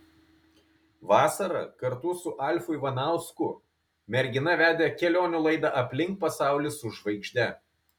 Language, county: Lithuanian, Kaunas